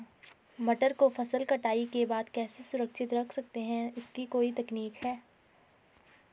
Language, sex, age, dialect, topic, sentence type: Hindi, female, 18-24, Garhwali, agriculture, question